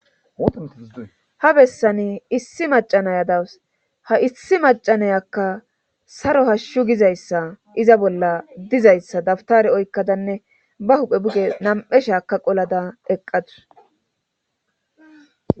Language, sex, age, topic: Gamo, female, 25-35, government